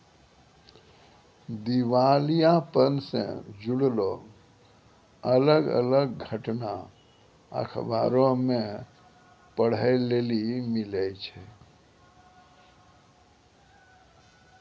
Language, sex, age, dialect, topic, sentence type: Maithili, male, 60-100, Angika, banking, statement